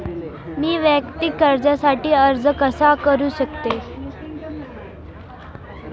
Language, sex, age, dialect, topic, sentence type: Marathi, female, 18-24, Standard Marathi, banking, question